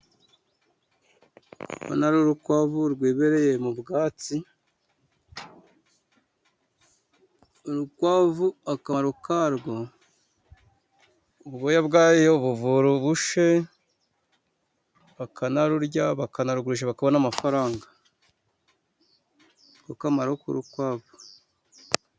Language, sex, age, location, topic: Kinyarwanda, male, 36-49, Musanze, agriculture